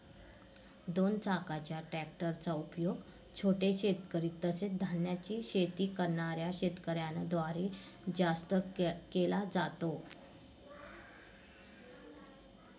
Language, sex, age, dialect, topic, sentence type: Marathi, female, 36-40, Northern Konkan, agriculture, statement